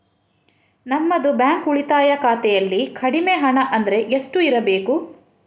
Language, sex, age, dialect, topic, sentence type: Kannada, female, 31-35, Coastal/Dakshin, banking, question